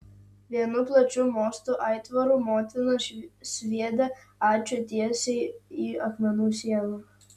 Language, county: Lithuanian, Utena